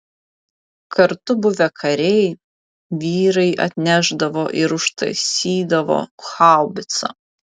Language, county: Lithuanian, Vilnius